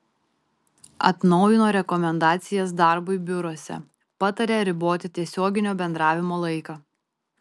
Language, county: Lithuanian, Tauragė